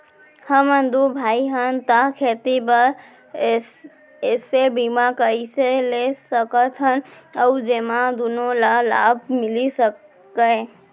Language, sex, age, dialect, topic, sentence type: Chhattisgarhi, female, 25-30, Central, agriculture, question